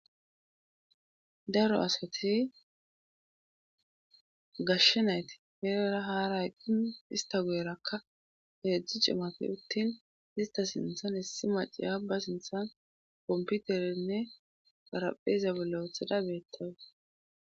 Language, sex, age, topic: Gamo, female, 25-35, government